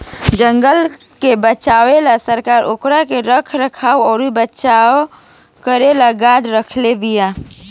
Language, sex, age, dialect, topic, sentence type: Bhojpuri, female, <18, Southern / Standard, agriculture, statement